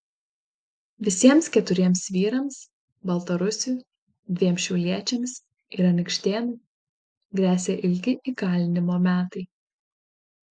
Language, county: Lithuanian, Panevėžys